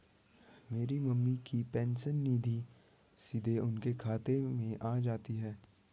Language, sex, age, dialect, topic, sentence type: Hindi, male, 18-24, Garhwali, banking, statement